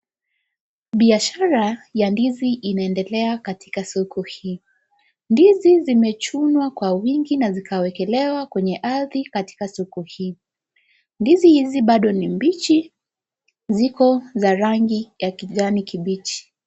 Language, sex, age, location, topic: Swahili, female, 25-35, Kisii, agriculture